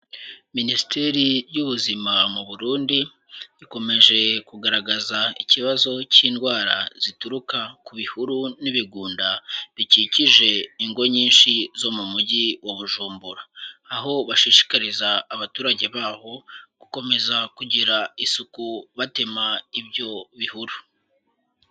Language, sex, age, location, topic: Kinyarwanda, male, 18-24, Huye, agriculture